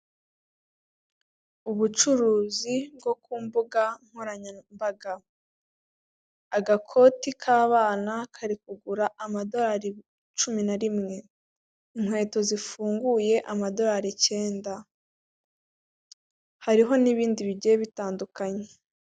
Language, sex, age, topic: Kinyarwanda, female, 18-24, finance